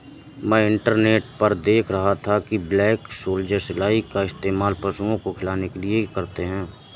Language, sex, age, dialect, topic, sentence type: Hindi, male, 31-35, Awadhi Bundeli, agriculture, statement